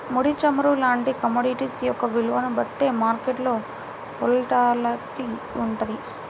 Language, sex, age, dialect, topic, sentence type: Telugu, female, 18-24, Central/Coastal, banking, statement